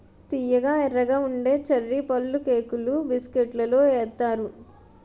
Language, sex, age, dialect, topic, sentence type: Telugu, female, 18-24, Utterandhra, agriculture, statement